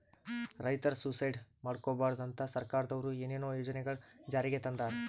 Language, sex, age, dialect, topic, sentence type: Kannada, male, 18-24, Northeastern, agriculture, statement